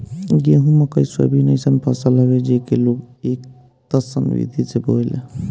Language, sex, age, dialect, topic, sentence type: Bhojpuri, male, 25-30, Northern, agriculture, statement